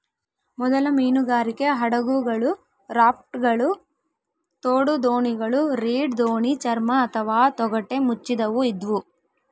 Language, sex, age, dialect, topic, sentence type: Kannada, female, 18-24, Central, agriculture, statement